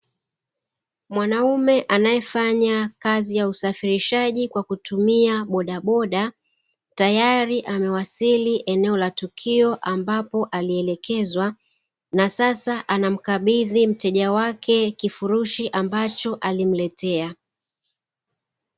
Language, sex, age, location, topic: Swahili, female, 36-49, Dar es Salaam, government